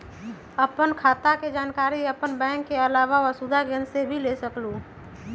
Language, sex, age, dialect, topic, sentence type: Magahi, female, 31-35, Western, banking, question